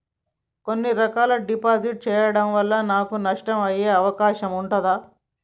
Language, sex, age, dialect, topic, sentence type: Telugu, female, 46-50, Telangana, banking, question